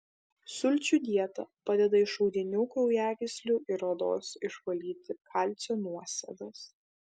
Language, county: Lithuanian, Šiauliai